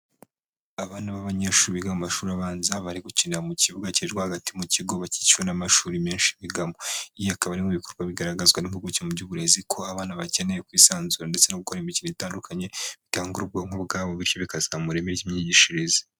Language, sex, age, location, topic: Kinyarwanda, male, 25-35, Huye, education